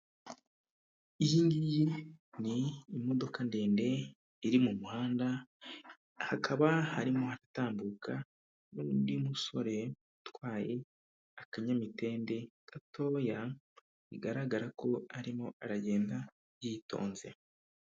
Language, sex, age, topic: Kinyarwanda, male, 25-35, government